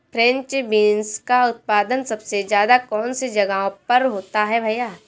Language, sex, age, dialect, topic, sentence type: Hindi, female, 18-24, Marwari Dhudhari, agriculture, statement